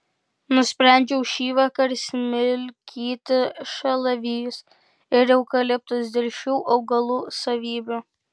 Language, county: Lithuanian, Kaunas